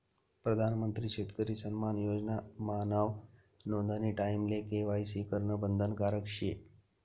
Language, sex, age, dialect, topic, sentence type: Marathi, male, 25-30, Northern Konkan, agriculture, statement